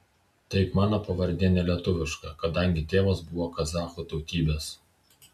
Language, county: Lithuanian, Vilnius